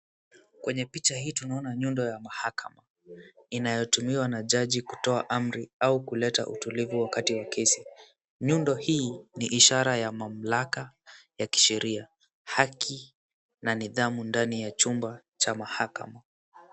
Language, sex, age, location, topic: Swahili, male, 18-24, Wajir, government